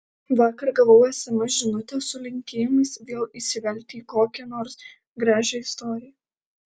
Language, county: Lithuanian, Alytus